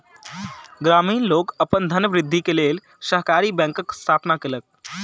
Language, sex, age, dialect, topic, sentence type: Maithili, male, 18-24, Southern/Standard, banking, statement